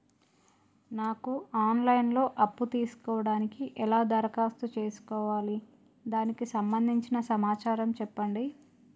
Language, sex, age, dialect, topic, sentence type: Telugu, male, 36-40, Telangana, banking, question